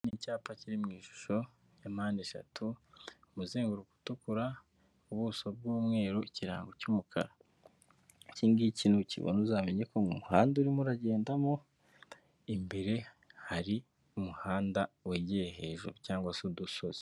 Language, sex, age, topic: Kinyarwanda, male, 25-35, government